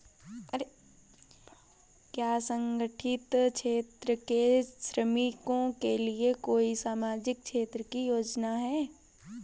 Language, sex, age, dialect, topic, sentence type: Hindi, female, 18-24, Marwari Dhudhari, banking, question